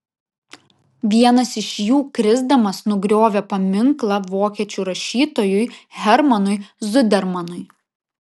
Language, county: Lithuanian, Vilnius